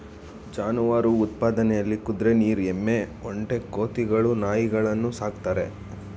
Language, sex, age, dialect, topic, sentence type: Kannada, male, 25-30, Mysore Kannada, agriculture, statement